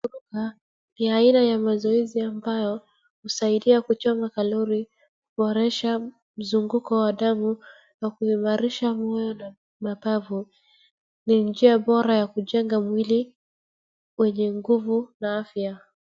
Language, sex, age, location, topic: Swahili, female, 36-49, Wajir, government